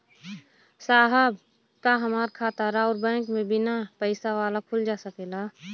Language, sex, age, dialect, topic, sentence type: Bhojpuri, female, 25-30, Western, banking, question